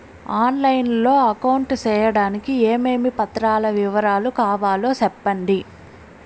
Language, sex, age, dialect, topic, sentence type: Telugu, female, 25-30, Southern, banking, question